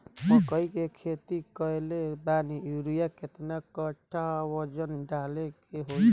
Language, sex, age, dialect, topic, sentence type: Bhojpuri, male, 18-24, Southern / Standard, agriculture, question